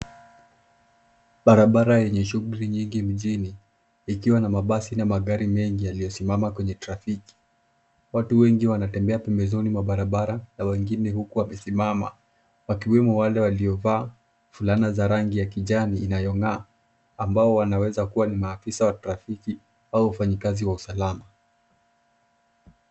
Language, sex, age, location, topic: Swahili, male, 18-24, Nairobi, government